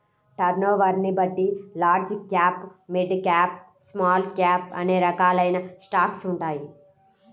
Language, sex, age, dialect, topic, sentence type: Telugu, female, 18-24, Central/Coastal, banking, statement